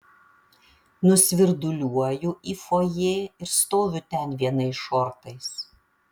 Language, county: Lithuanian, Vilnius